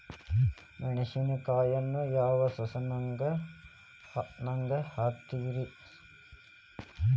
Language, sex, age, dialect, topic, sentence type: Kannada, male, 18-24, Dharwad Kannada, agriculture, question